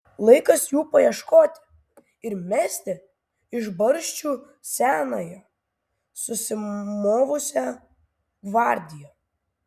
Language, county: Lithuanian, Kaunas